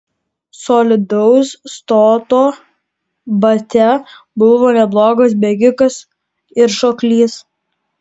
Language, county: Lithuanian, Kaunas